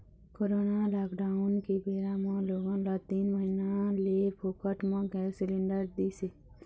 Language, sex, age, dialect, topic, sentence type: Chhattisgarhi, female, 51-55, Eastern, banking, statement